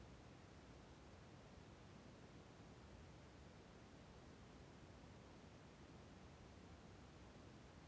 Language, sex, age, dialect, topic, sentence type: Kannada, male, 41-45, Central, agriculture, question